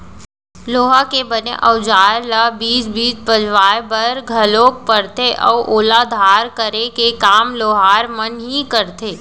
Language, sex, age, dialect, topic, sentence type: Chhattisgarhi, female, 25-30, Central, banking, statement